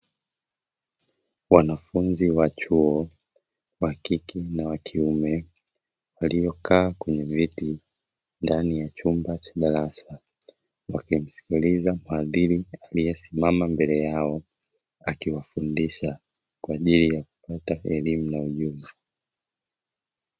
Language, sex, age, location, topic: Swahili, male, 25-35, Dar es Salaam, education